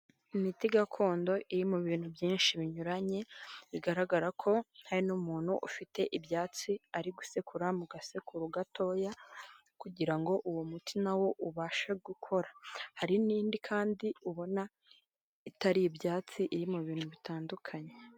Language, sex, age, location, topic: Kinyarwanda, female, 25-35, Kigali, health